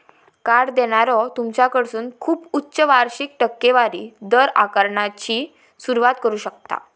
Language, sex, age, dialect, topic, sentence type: Marathi, female, 18-24, Southern Konkan, banking, statement